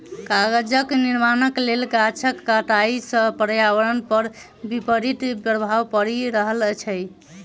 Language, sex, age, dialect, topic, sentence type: Maithili, male, 18-24, Southern/Standard, agriculture, statement